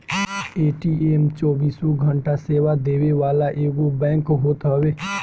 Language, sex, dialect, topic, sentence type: Bhojpuri, male, Northern, banking, statement